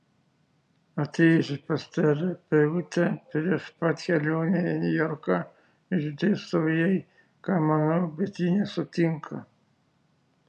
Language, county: Lithuanian, Šiauliai